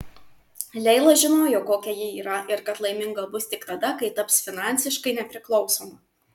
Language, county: Lithuanian, Marijampolė